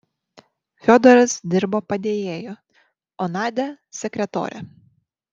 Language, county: Lithuanian, Marijampolė